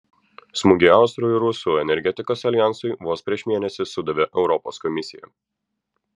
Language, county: Lithuanian, Vilnius